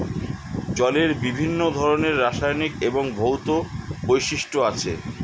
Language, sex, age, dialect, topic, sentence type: Bengali, male, 51-55, Standard Colloquial, agriculture, statement